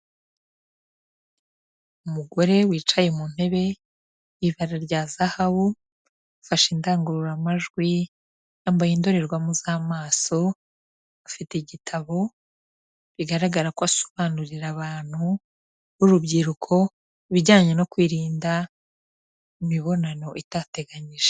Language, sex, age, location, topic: Kinyarwanda, female, 36-49, Kigali, health